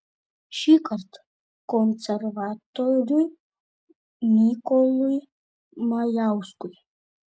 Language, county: Lithuanian, Šiauliai